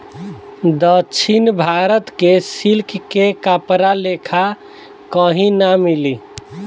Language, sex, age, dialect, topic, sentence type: Bhojpuri, male, 25-30, Southern / Standard, agriculture, statement